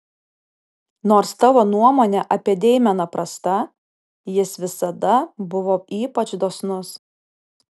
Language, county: Lithuanian, Alytus